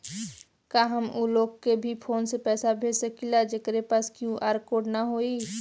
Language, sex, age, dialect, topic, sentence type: Bhojpuri, female, 18-24, Western, banking, question